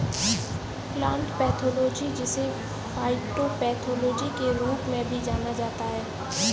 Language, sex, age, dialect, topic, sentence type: Hindi, female, 18-24, Marwari Dhudhari, agriculture, statement